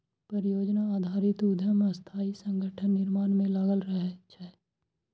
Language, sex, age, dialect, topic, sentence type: Maithili, male, 18-24, Eastern / Thethi, banking, statement